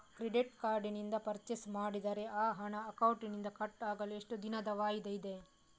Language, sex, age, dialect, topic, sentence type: Kannada, female, 18-24, Coastal/Dakshin, banking, question